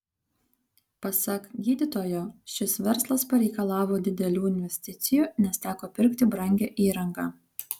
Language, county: Lithuanian, Kaunas